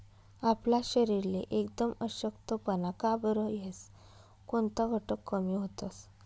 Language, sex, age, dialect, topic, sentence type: Marathi, female, 31-35, Northern Konkan, agriculture, statement